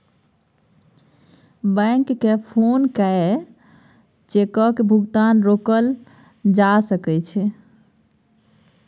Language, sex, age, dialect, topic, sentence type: Maithili, female, 31-35, Bajjika, banking, statement